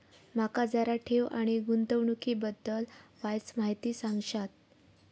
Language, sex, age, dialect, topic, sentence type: Marathi, female, 25-30, Southern Konkan, banking, question